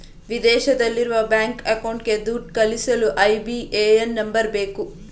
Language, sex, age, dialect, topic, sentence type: Kannada, female, 18-24, Mysore Kannada, banking, statement